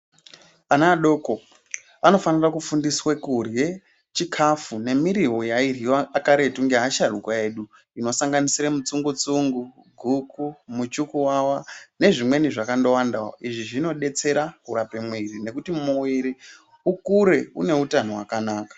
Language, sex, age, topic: Ndau, male, 18-24, health